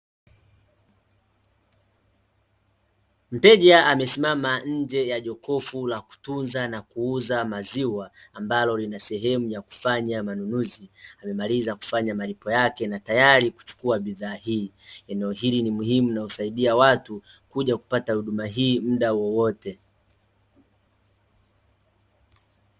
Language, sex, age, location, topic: Swahili, male, 18-24, Dar es Salaam, finance